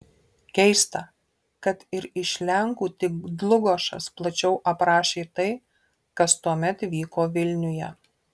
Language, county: Lithuanian, Marijampolė